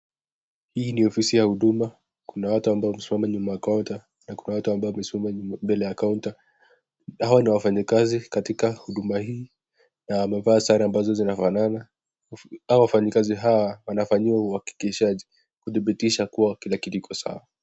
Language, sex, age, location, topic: Swahili, male, 18-24, Nakuru, government